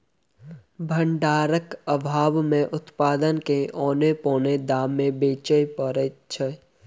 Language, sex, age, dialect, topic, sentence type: Maithili, male, 18-24, Southern/Standard, agriculture, statement